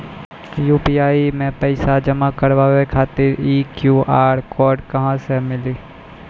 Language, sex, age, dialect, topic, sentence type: Maithili, male, 18-24, Angika, banking, question